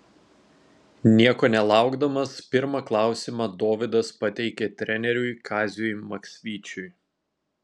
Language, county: Lithuanian, Telšiai